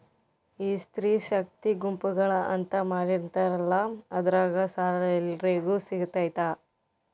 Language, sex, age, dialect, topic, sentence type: Kannada, female, 18-24, Central, banking, question